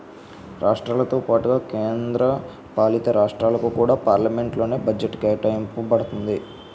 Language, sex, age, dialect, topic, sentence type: Telugu, male, 18-24, Utterandhra, banking, statement